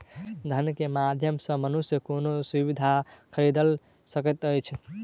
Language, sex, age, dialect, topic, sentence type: Maithili, male, 18-24, Southern/Standard, banking, statement